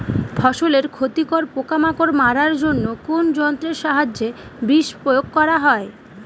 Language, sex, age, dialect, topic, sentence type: Bengali, female, 18-24, Northern/Varendri, agriculture, question